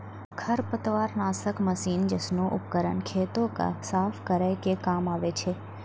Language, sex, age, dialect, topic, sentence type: Maithili, female, 41-45, Angika, agriculture, statement